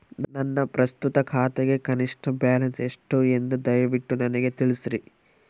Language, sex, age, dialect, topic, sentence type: Kannada, male, 25-30, Central, banking, statement